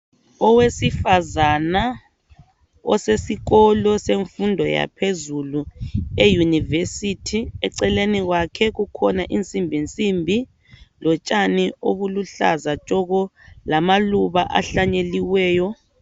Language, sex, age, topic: North Ndebele, male, 25-35, education